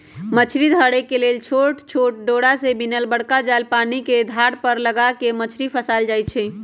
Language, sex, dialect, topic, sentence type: Magahi, male, Western, agriculture, statement